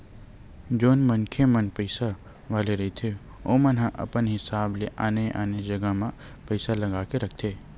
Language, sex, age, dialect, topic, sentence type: Chhattisgarhi, male, 18-24, Western/Budati/Khatahi, banking, statement